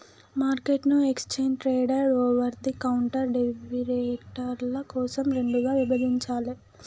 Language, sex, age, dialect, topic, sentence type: Telugu, female, 18-24, Telangana, banking, statement